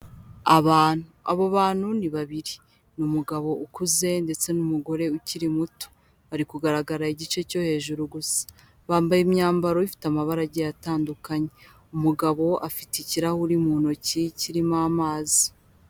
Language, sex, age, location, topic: Kinyarwanda, female, 18-24, Kigali, health